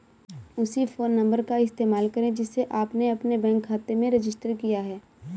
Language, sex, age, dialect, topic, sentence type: Hindi, female, 18-24, Awadhi Bundeli, banking, statement